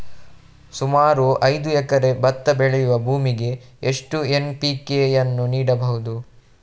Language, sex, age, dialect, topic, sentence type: Kannada, male, 31-35, Coastal/Dakshin, agriculture, question